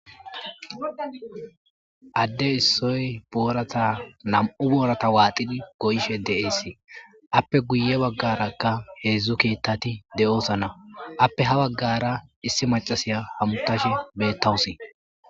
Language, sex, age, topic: Gamo, male, 25-35, agriculture